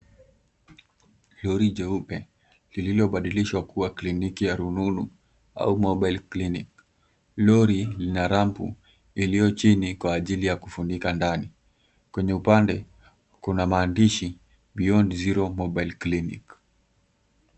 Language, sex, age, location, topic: Swahili, male, 18-24, Nairobi, health